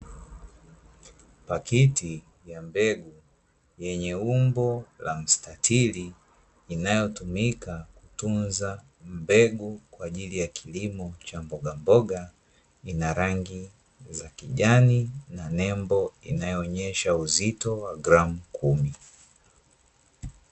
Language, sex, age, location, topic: Swahili, male, 25-35, Dar es Salaam, agriculture